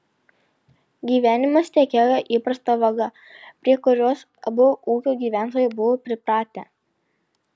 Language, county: Lithuanian, Panevėžys